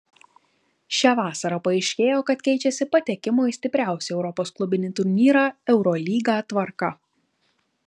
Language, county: Lithuanian, Kaunas